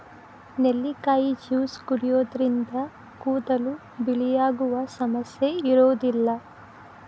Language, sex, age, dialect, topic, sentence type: Kannada, female, 18-24, Dharwad Kannada, agriculture, statement